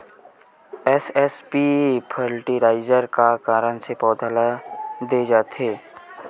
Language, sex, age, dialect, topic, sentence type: Chhattisgarhi, male, 18-24, Western/Budati/Khatahi, agriculture, question